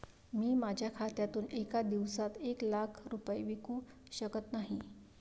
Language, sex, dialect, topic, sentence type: Marathi, female, Varhadi, banking, statement